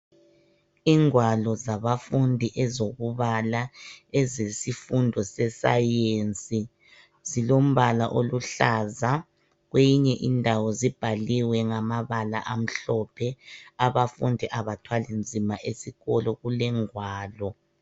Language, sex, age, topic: North Ndebele, male, 25-35, education